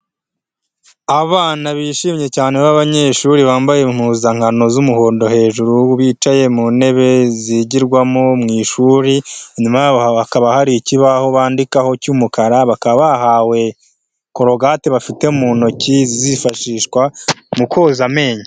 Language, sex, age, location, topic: Kinyarwanda, male, 25-35, Huye, health